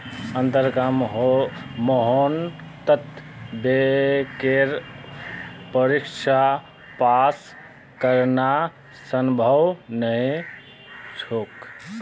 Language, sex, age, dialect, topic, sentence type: Magahi, male, 18-24, Northeastern/Surjapuri, banking, statement